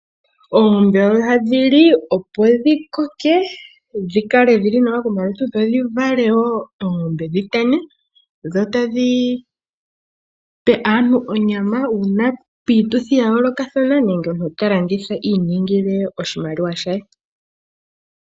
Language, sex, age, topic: Oshiwambo, female, 18-24, agriculture